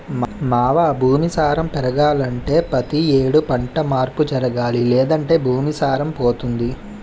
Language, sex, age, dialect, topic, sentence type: Telugu, male, 18-24, Utterandhra, agriculture, statement